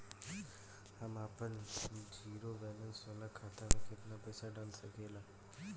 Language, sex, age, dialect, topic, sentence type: Bhojpuri, male, 18-24, Southern / Standard, banking, question